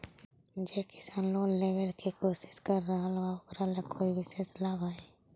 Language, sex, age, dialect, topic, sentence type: Magahi, female, 18-24, Central/Standard, agriculture, statement